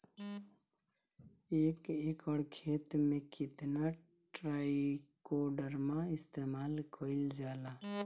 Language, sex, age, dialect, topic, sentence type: Bhojpuri, male, 25-30, Northern, agriculture, question